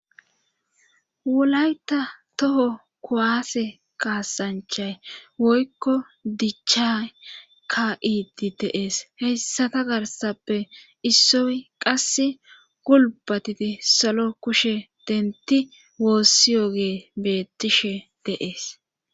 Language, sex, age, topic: Gamo, female, 25-35, government